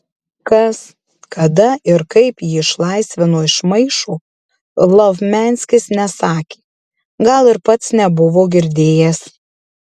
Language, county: Lithuanian, Marijampolė